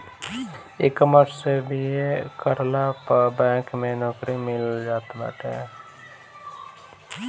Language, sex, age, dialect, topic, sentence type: Bhojpuri, male, 18-24, Northern, banking, statement